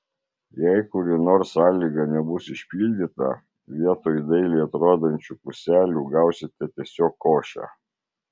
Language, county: Lithuanian, Vilnius